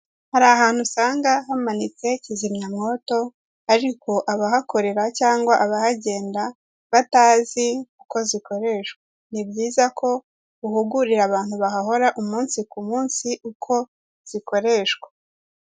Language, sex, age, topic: Kinyarwanda, female, 18-24, government